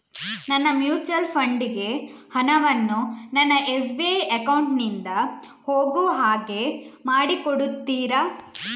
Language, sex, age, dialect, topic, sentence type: Kannada, female, 56-60, Coastal/Dakshin, banking, question